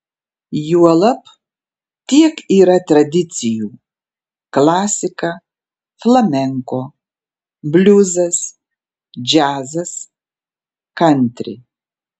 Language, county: Lithuanian, Panevėžys